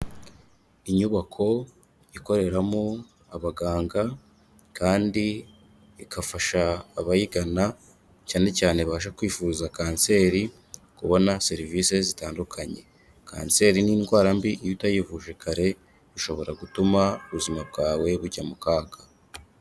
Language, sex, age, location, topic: Kinyarwanda, male, 25-35, Kigali, health